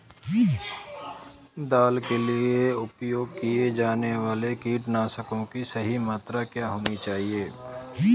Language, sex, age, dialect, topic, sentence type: Hindi, male, 31-35, Marwari Dhudhari, agriculture, question